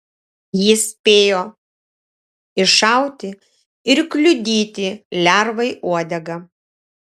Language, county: Lithuanian, Šiauliai